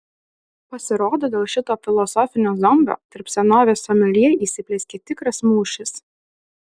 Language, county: Lithuanian, Alytus